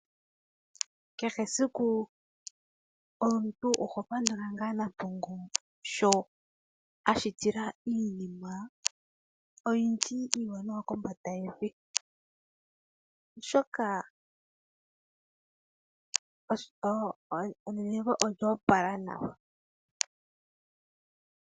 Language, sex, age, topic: Oshiwambo, female, 18-24, agriculture